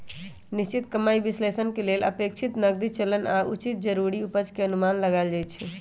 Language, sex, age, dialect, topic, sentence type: Magahi, male, 18-24, Western, banking, statement